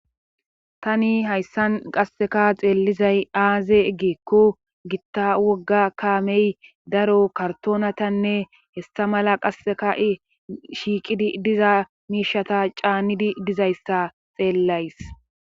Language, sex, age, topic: Gamo, female, 25-35, government